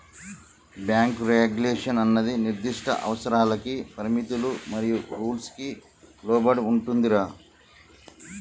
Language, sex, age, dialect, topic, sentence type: Telugu, male, 46-50, Telangana, banking, statement